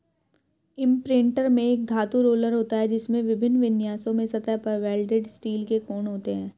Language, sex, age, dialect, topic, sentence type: Hindi, female, 31-35, Hindustani Malvi Khadi Boli, agriculture, statement